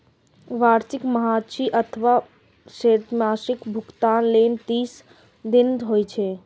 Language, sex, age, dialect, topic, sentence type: Maithili, female, 36-40, Eastern / Thethi, banking, statement